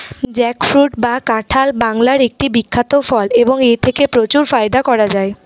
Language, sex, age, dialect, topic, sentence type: Bengali, female, 41-45, Rajbangshi, agriculture, question